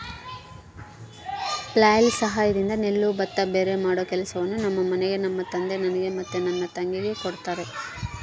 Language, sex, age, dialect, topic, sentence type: Kannada, female, 31-35, Central, agriculture, statement